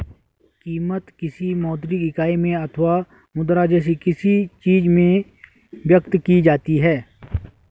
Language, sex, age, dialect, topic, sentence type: Hindi, male, 36-40, Garhwali, banking, statement